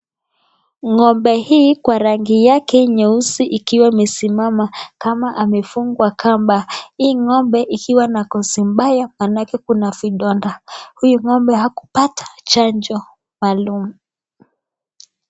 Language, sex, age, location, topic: Swahili, female, 25-35, Nakuru, agriculture